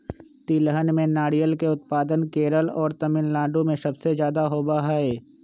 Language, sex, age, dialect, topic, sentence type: Magahi, male, 25-30, Western, agriculture, statement